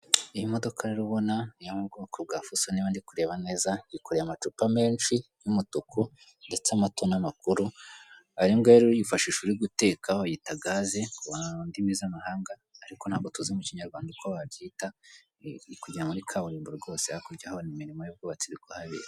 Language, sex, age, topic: Kinyarwanda, male, 25-35, government